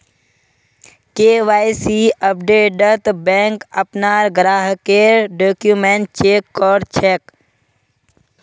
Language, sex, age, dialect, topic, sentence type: Magahi, male, 18-24, Northeastern/Surjapuri, banking, statement